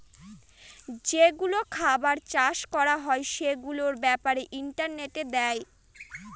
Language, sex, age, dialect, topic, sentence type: Bengali, female, 60-100, Northern/Varendri, agriculture, statement